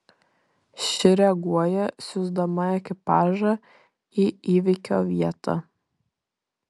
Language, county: Lithuanian, Šiauliai